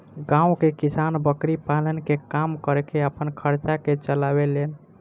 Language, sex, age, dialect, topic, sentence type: Bhojpuri, female, <18, Southern / Standard, agriculture, statement